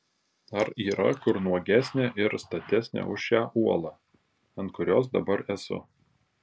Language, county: Lithuanian, Panevėžys